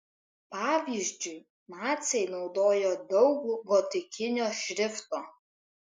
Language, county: Lithuanian, Kaunas